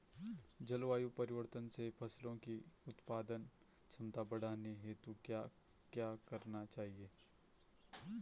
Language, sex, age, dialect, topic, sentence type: Hindi, male, 25-30, Garhwali, agriculture, question